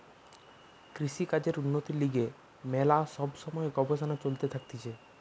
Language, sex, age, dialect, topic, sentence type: Bengali, female, 25-30, Western, agriculture, statement